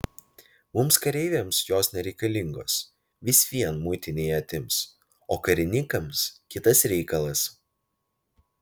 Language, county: Lithuanian, Vilnius